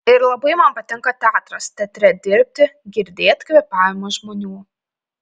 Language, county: Lithuanian, Panevėžys